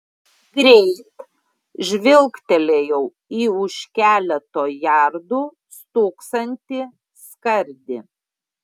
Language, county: Lithuanian, Klaipėda